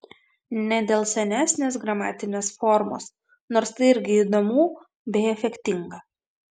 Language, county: Lithuanian, Vilnius